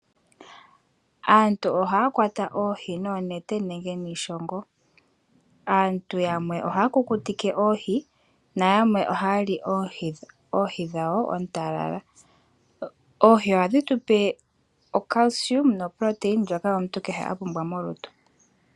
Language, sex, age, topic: Oshiwambo, female, 18-24, agriculture